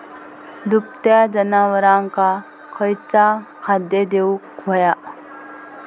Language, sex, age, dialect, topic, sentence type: Marathi, female, 25-30, Southern Konkan, agriculture, question